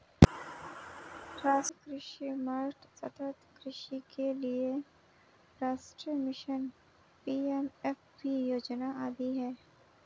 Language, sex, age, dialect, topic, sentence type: Hindi, female, 56-60, Marwari Dhudhari, agriculture, statement